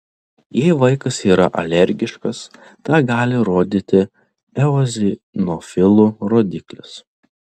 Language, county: Lithuanian, Telšiai